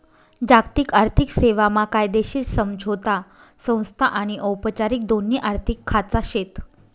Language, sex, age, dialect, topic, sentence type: Marathi, female, 31-35, Northern Konkan, banking, statement